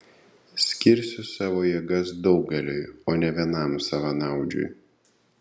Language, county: Lithuanian, Panevėžys